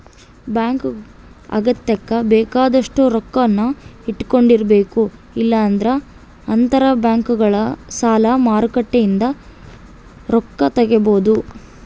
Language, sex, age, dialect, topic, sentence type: Kannada, female, 18-24, Central, banking, statement